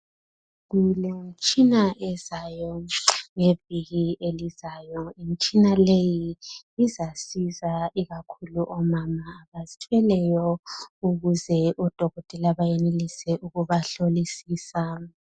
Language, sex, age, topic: North Ndebele, female, 25-35, health